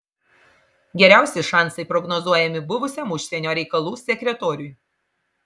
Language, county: Lithuanian, Marijampolė